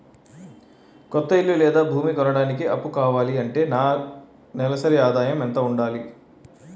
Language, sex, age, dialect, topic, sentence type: Telugu, male, 31-35, Utterandhra, banking, question